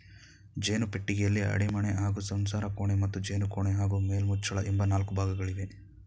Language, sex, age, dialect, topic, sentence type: Kannada, male, 31-35, Mysore Kannada, agriculture, statement